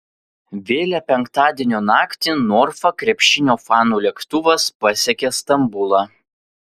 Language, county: Lithuanian, Vilnius